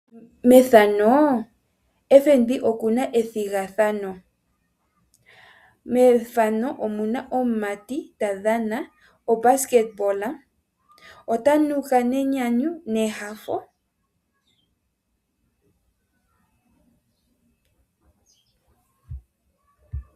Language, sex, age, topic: Oshiwambo, female, 18-24, finance